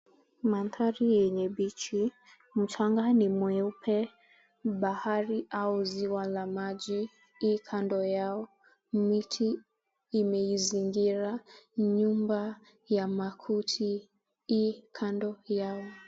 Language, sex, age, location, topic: Swahili, female, 18-24, Mombasa, agriculture